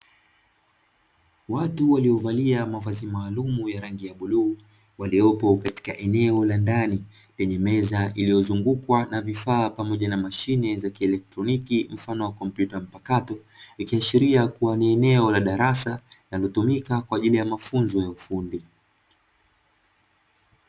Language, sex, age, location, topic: Swahili, male, 25-35, Dar es Salaam, education